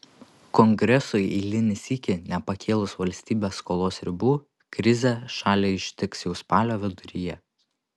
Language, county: Lithuanian, Panevėžys